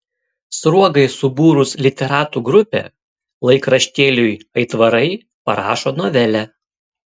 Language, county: Lithuanian, Kaunas